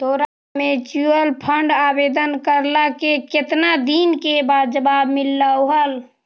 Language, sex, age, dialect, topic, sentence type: Magahi, female, 60-100, Central/Standard, banking, statement